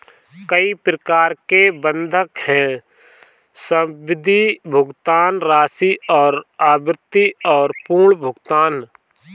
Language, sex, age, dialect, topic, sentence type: Hindi, male, 25-30, Awadhi Bundeli, banking, statement